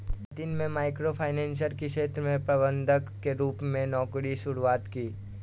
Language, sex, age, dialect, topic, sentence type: Hindi, male, 18-24, Awadhi Bundeli, banking, statement